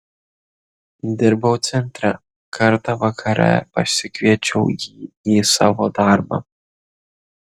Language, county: Lithuanian, Kaunas